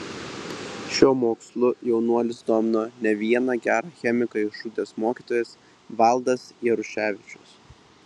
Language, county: Lithuanian, Vilnius